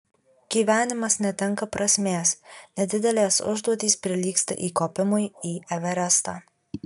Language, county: Lithuanian, Alytus